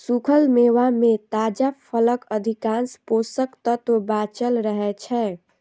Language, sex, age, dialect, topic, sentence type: Maithili, female, 25-30, Eastern / Thethi, agriculture, statement